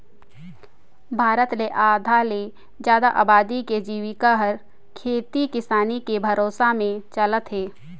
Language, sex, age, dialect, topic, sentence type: Chhattisgarhi, female, 60-100, Northern/Bhandar, agriculture, statement